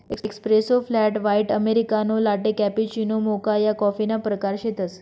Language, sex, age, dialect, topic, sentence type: Marathi, female, 25-30, Northern Konkan, agriculture, statement